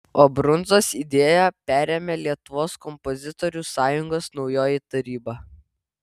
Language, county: Lithuanian, Vilnius